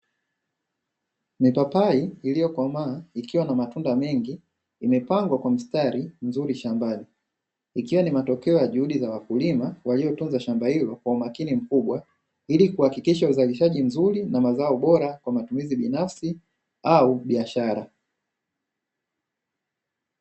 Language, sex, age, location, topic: Swahili, male, 25-35, Dar es Salaam, agriculture